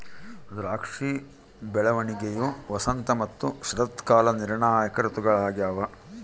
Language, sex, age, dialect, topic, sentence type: Kannada, male, 51-55, Central, agriculture, statement